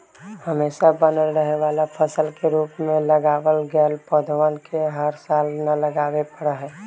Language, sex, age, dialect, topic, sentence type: Magahi, male, 25-30, Western, agriculture, statement